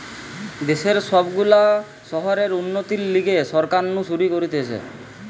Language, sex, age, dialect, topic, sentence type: Bengali, male, 18-24, Western, banking, statement